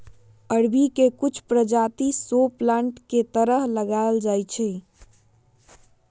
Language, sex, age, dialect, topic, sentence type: Magahi, female, 25-30, Western, agriculture, statement